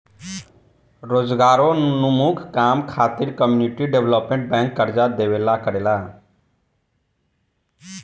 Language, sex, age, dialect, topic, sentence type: Bhojpuri, male, 18-24, Southern / Standard, banking, statement